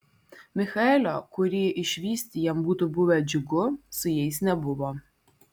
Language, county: Lithuanian, Vilnius